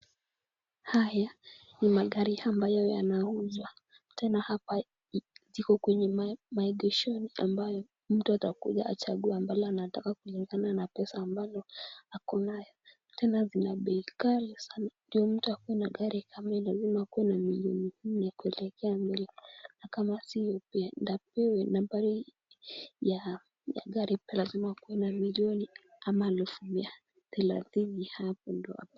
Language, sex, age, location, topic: Swahili, female, 18-24, Kisumu, finance